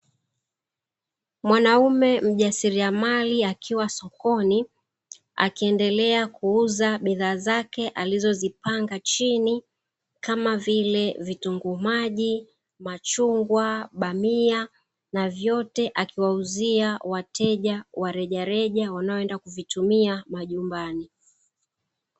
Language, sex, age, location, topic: Swahili, female, 36-49, Dar es Salaam, finance